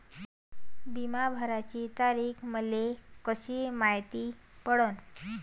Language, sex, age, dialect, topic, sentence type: Marathi, female, 18-24, Varhadi, banking, question